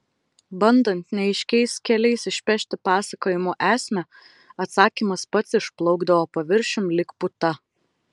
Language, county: Lithuanian, Vilnius